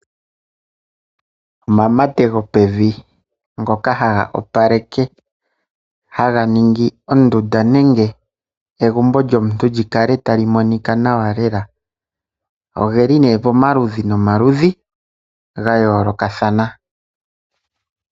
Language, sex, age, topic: Oshiwambo, male, 25-35, finance